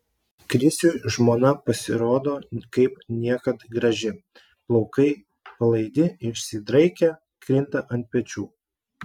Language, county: Lithuanian, Klaipėda